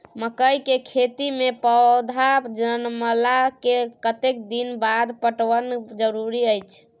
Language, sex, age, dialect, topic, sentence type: Maithili, female, 18-24, Bajjika, agriculture, question